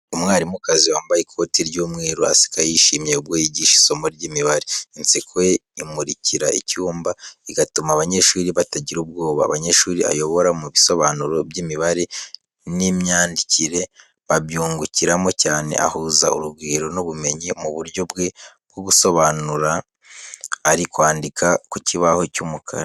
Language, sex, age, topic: Kinyarwanda, male, 18-24, education